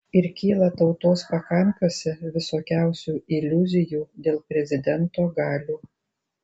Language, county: Lithuanian, Tauragė